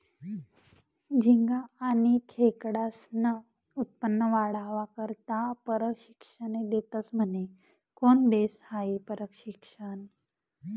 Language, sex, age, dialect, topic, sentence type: Marathi, female, 56-60, Northern Konkan, agriculture, statement